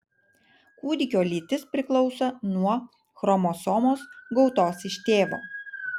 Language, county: Lithuanian, Vilnius